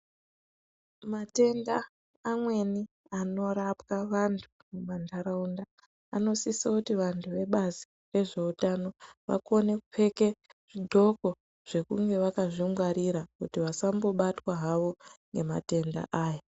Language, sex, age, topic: Ndau, female, 25-35, health